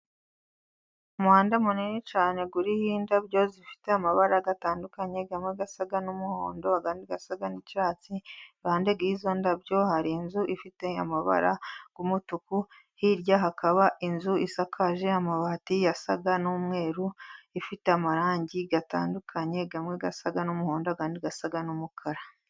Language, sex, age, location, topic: Kinyarwanda, female, 25-35, Musanze, government